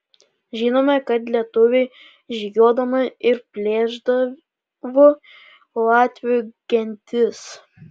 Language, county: Lithuanian, Panevėžys